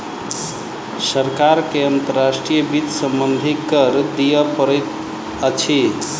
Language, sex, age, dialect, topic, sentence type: Maithili, male, 31-35, Southern/Standard, banking, statement